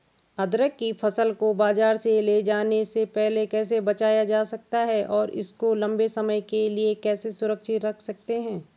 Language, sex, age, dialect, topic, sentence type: Hindi, female, 31-35, Garhwali, agriculture, question